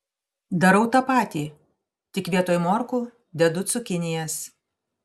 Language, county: Lithuanian, Panevėžys